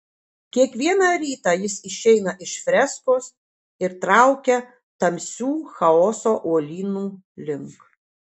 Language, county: Lithuanian, Kaunas